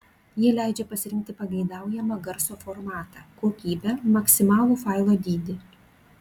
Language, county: Lithuanian, Klaipėda